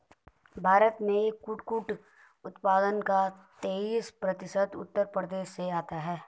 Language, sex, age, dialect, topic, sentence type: Hindi, male, 18-24, Garhwali, agriculture, statement